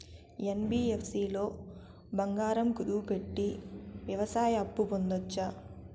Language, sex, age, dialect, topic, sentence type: Telugu, female, 18-24, Southern, banking, question